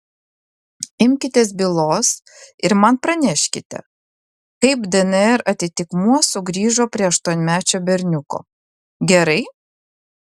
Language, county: Lithuanian, Klaipėda